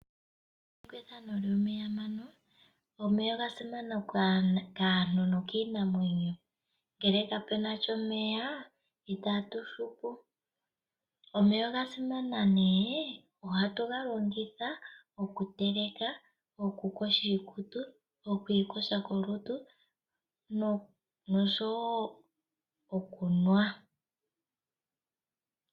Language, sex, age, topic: Oshiwambo, female, 25-35, agriculture